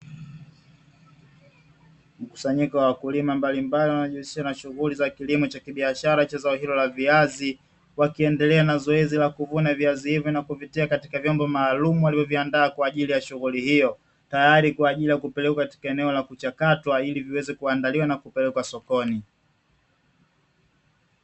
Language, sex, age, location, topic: Swahili, male, 25-35, Dar es Salaam, agriculture